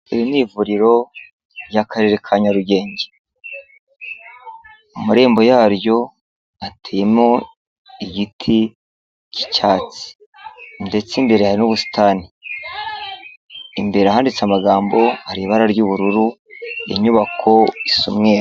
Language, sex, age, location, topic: Kinyarwanda, male, 36-49, Kigali, health